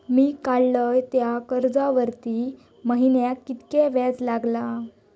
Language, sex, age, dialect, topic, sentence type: Marathi, female, 18-24, Southern Konkan, banking, question